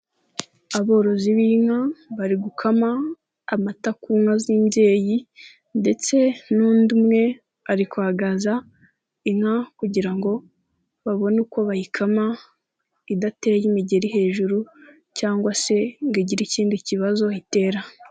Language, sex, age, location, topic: Kinyarwanda, female, 18-24, Nyagatare, agriculture